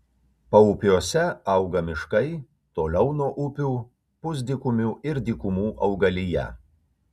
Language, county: Lithuanian, Kaunas